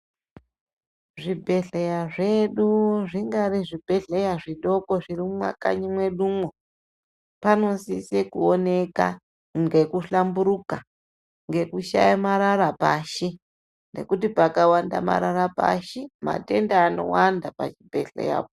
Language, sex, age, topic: Ndau, female, 36-49, health